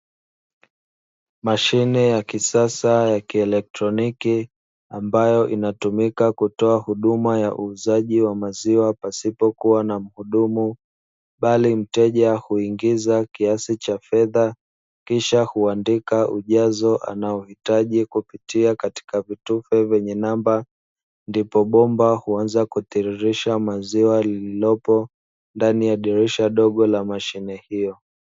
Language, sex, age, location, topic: Swahili, male, 25-35, Dar es Salaam, finance